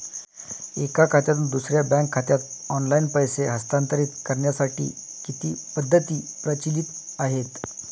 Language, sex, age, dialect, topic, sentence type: Marathi, male, 31-35, Standard Marathi, banking, question